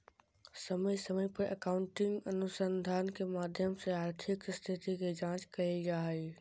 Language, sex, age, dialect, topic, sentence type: Magahi, male, 60-100, Southern, banking, statement